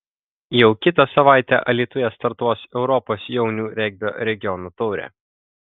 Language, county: Lithuanian, Kaunas